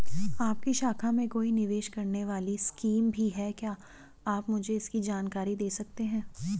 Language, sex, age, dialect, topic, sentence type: Hindi, female, 25-30, Garhwali, banking, question